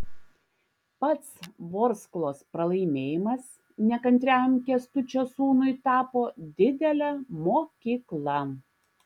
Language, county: Lithuanian, Klaipėda